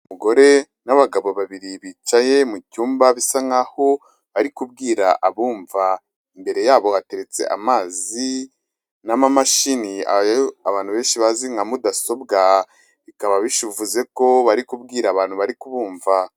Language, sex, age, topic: Kinyarwanda, male, 25-35, government